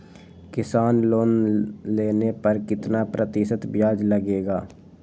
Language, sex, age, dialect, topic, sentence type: Magahi, male, 18-24, Western, agriculture, question